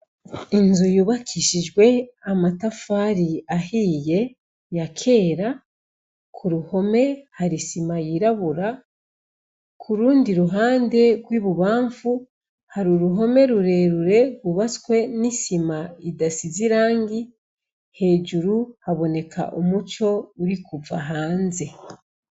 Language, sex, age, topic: Rundi, female, 36-49, education